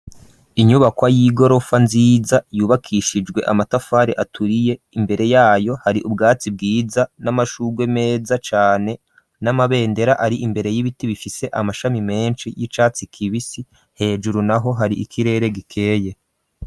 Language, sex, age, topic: Rundi, male, 25-35, education